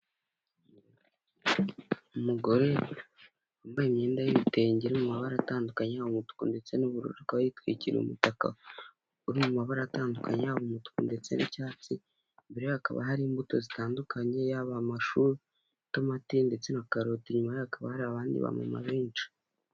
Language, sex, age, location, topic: Kinyarwanda, male, 18-24, Kigali, finance